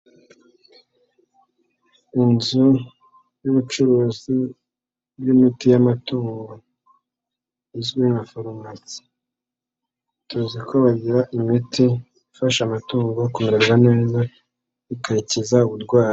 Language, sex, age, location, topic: Kinyarwanda, female, 18-24, Nyagatare, health